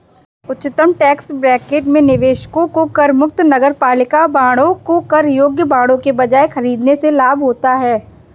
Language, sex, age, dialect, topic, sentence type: Hindi, female, 18-24, Kanauji Braj Bhasha, banking, statement